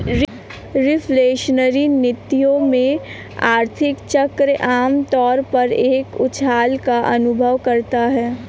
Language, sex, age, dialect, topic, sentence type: Hindi, female, 18-24, Awadhi Bundeli, banking, statement